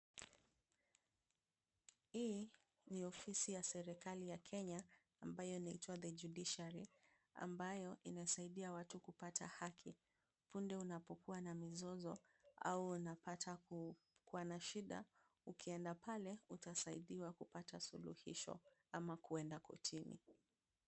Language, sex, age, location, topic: Swahili, female, 25-35, Kisumu, government